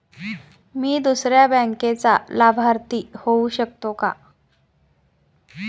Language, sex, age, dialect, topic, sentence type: Marathi, female, 25-30, Standard Marathi, banking, question